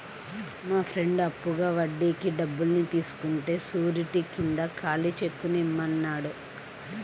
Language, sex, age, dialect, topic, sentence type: Telugu, male, 36-40, Central/Coastal, banking, statement